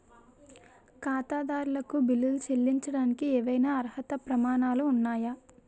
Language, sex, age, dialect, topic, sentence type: Telugu, female, 18-24, Utterandhra, banking, question